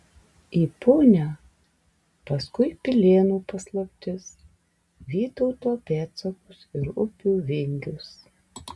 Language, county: Lithuanian, Alytus